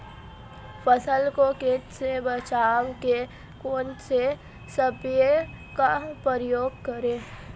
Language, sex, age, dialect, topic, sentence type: Hindi, female, 18-24, Marwari Dhudhari, agriculture, question